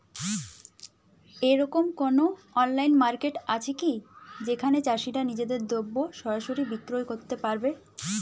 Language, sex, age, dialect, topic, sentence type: Bengali, female, 18-24, Jharkhandi, agriculture, statement